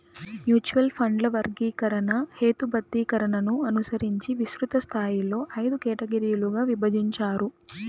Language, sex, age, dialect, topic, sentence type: Telugu, female, 18-24, Central/Coastal, banking, statement